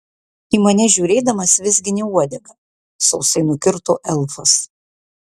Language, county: Lithuanian, Marijampolė